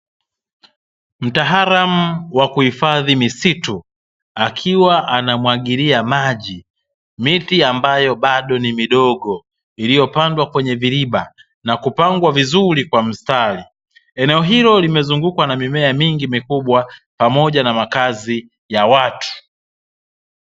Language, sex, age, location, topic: Swahili, male, 36-49, Dar es Salaam, agriculture